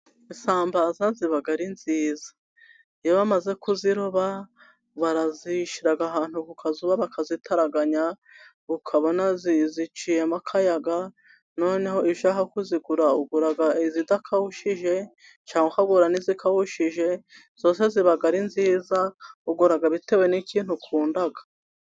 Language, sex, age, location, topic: Kinyarwanda, female, 36-49, Musanze, finance